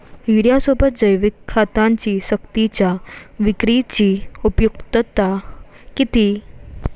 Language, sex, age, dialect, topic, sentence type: Marathi, female, 41-45, Standard Marathi, agriculture, question